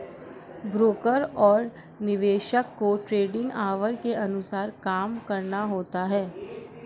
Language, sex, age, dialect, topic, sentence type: Hindi, female, 56-60, Marwari Dhudhari, banking, statement